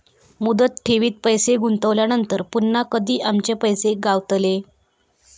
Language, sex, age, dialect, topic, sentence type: Marathi, female, 25-30, Southern Konkan, banking, question